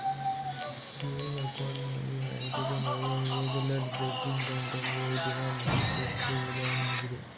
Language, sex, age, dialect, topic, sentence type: Kannada, male, 18-24, Mysore Kannada, banking, statement